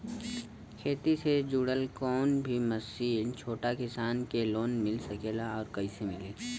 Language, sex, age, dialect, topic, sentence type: Bhojpuri, male, 18-24, Western, agriculture, question